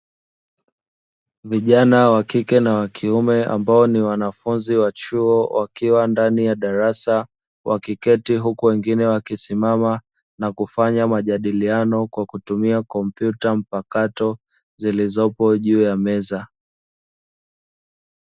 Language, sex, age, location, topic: Swahili, male, 25-35, Dar es Salaam, education